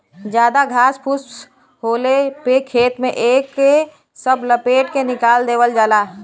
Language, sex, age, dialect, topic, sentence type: Bhojpuri, female, 25-30, Western, agriculture, statement